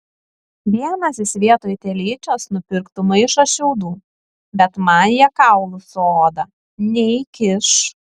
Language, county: Lithuanian, Kaunas